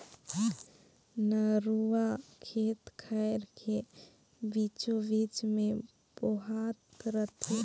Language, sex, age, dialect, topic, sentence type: Chhattisgarhi, female, 18-24, Northern/Bhandar, agriculture, statement